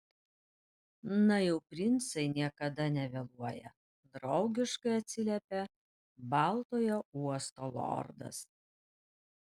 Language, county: Lithuanian, Panevėžys